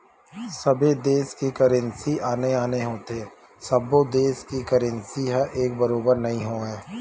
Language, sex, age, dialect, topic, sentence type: Chhattisgarhi, male, 31-35, Western/Budati/Khatahi, banking, statement